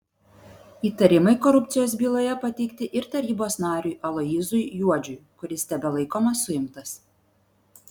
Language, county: Lithuanian, Vilnius